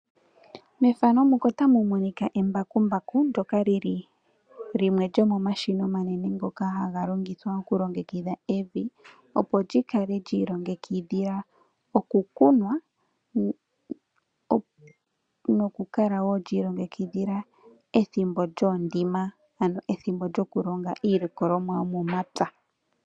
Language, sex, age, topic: Oshiwambo, female, 18-24, agriculture